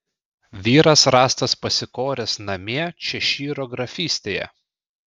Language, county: Lithuanian, Klaipėda